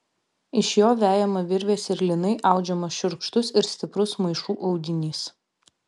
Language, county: Lithuanian, Vilnius